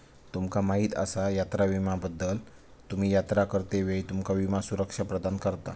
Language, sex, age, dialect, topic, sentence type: Marathi, male, 18-24, Southern Konkan, banking, statement